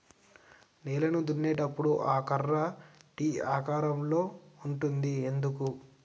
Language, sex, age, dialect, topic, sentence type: Telugu, male, 18-24, Telangana, agriculture, question